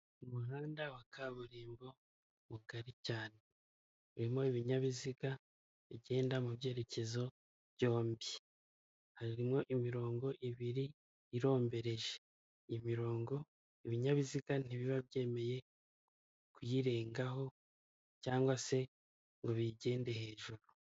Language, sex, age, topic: Kinyarwanda, male, 25-35, government